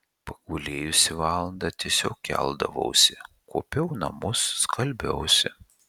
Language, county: Lithuanian, Šiauliai